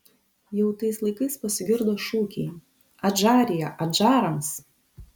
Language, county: Lithuanian, Kaunas